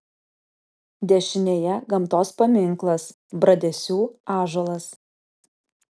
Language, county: Lithuanian, Alytus